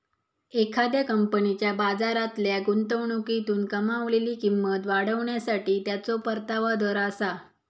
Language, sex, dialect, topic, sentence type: Marathi, female, Southern Konkan, banking, statement